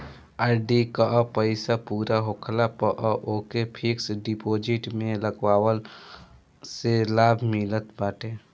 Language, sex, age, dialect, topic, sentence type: Bhojpuri, male, <18, Northern, banking, statement